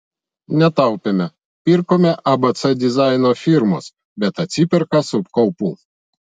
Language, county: Lithuanian, Vilnius